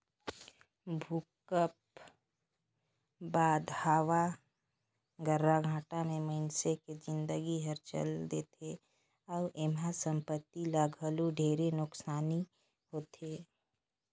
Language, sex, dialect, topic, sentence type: Chhattisgarhi, female, Northern/Bhandar, banking, statement